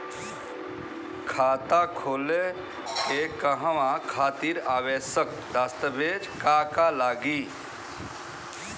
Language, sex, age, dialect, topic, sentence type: Bhojpuri, female, 18-24, Northern, banking, question